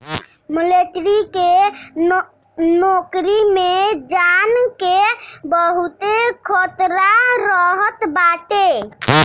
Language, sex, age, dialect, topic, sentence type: Bhojpuri, female, 25-30, Northern, banking, statement